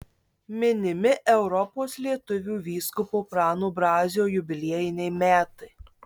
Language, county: Lithuanian, Marijampolė